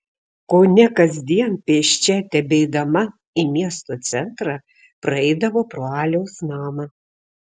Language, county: Lithuanian, Šiauliai